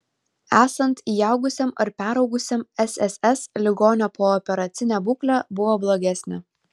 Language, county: Lithuanian, Vilnius